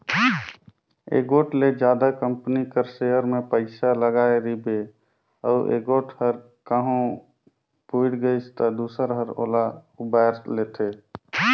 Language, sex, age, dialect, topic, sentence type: Chhattisgarhi, male, 25-30, Northern/Bhandar, banking, statement